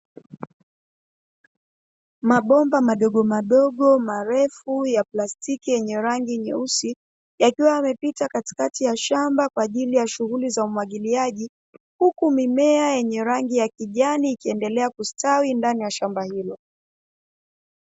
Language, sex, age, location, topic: Swahili, female, 25-35, Dar es Salaam, agriculture